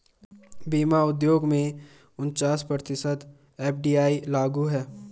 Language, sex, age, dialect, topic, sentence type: Hindi, male, 18-24, Garhwali, banking, statement